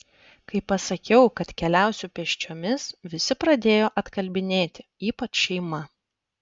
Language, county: Lithuanian, Panevėžys